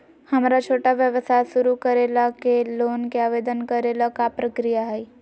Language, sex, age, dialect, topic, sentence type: Magahi, female, 18-24, Southern, banking, question